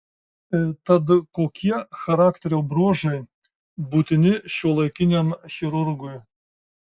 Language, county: Lithuanian, Marijampolė